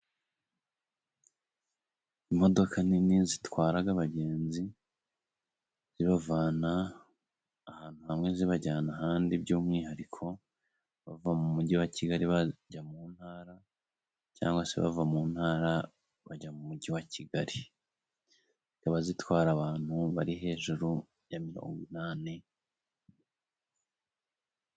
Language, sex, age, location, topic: Kinyarwanda, male, 25-35, Musanze, government